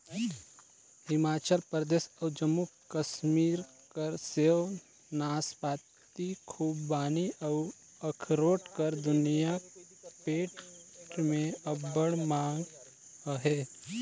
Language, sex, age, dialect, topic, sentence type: Chhattisgarhi, male, 18-24, Northern/Bhandar, agriculture, statement